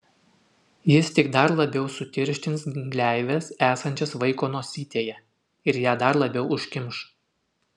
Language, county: Lithuanian, Utena